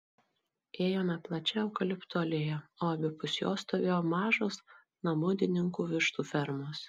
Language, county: Lithuanian, Marijampolė